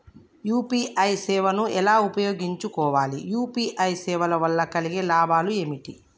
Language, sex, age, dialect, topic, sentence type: Telugu, female, 25-30, Telangana, banking, question